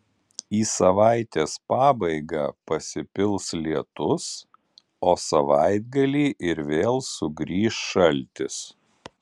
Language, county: Lithuanian, Alytus